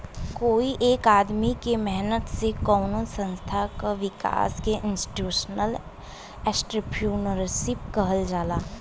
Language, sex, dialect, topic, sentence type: Bhojpuri, female, Western, banking, statement